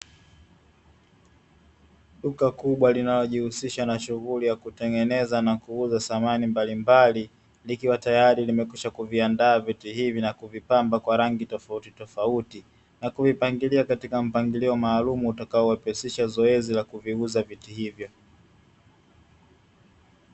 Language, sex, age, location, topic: Swahili, male, 18-24, Dar es Salaam, finance